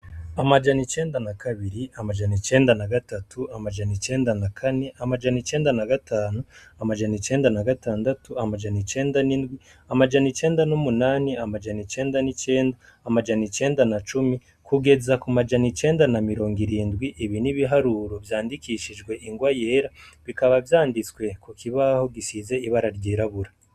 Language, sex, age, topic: Rundi, male, 25-35, education